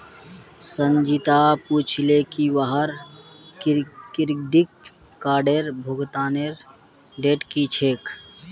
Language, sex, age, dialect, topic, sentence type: Magahi, male, 18-24, Northeastern/Surjapuri, banking, statement